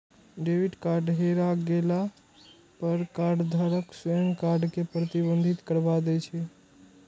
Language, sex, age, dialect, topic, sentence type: Maithili, male, 36-40, Eastern / Thethi, banking, statement